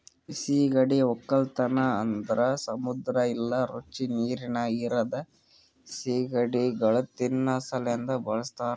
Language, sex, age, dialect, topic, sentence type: Kannada, male, 25-30, Northeastern, agriculture, statement